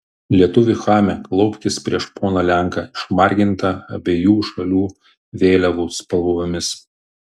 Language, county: Lithuanian, Vilnius